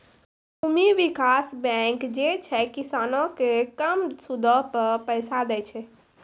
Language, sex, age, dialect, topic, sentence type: Maithili, female, 18-24, Angika, banking, statement